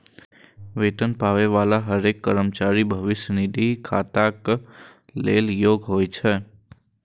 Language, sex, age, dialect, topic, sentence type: Maithili, male, 18-24, Eastern / Thethi, banking, statement